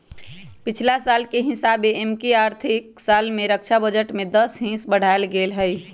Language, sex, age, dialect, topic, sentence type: Magahi, female, 31-35, Western, banking, statement